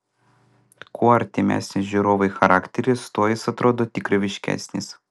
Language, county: Lithuanian, Vilnius